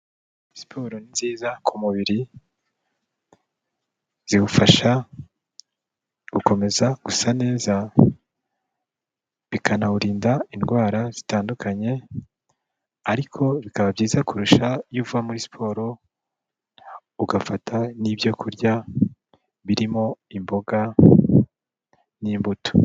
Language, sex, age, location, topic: Kinyarwanda, male, 25-35, Kigali, health